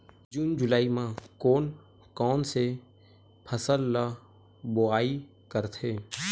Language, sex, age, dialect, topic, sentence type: Chhattisgarhi, male, 18-24, Western/Budati/Khatahi, agriculture, question